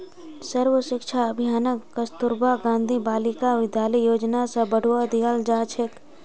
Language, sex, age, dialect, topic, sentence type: Magahi, female, 41-45, Northeastern/Surjapuri, banking, statement